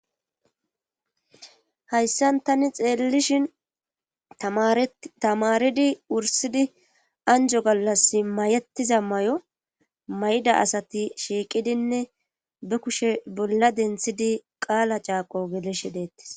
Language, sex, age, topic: Gamo, female, 25-35, government